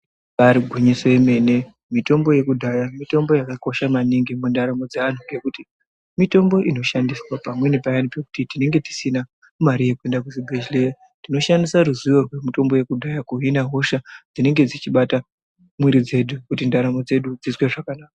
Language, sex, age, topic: Ndau, male, 25-35, health